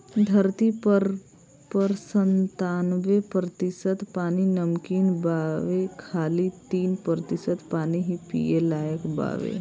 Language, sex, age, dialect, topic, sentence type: Bhojpuri, female, 18-24, Southern / Standard, agriculture, statement